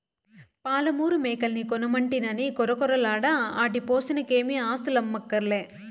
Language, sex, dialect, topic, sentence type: Telugu, female, Southern, agriculture, statement